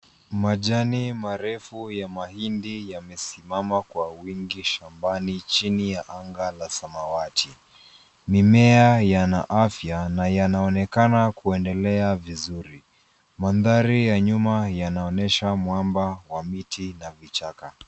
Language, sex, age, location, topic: Swahili, male, 25-35, Nairobi, health